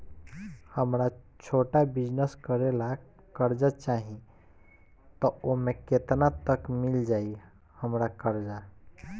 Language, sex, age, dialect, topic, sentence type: Bhojpuri, male, 18-24, Southern / Standard, banking, question